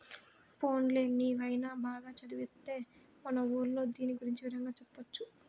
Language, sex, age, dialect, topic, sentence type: Telugu, female, 18-24, Southern, agriculture, statement